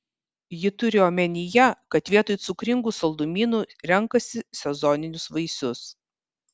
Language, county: Lithuanian, Kaunas